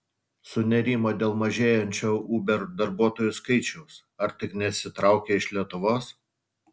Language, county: Lithuanian, Utena